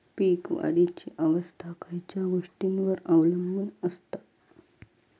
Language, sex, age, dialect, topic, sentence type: Marathi, female, 25-30, Southern Konkan, agriculture, question